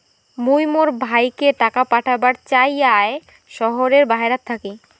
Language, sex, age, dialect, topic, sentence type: Bengali, female, 18-24, Rajbangshi, banking, statement